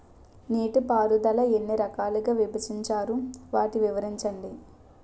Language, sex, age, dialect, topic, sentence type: Telugu, female, 18-24, Utterandhra, agriculture, question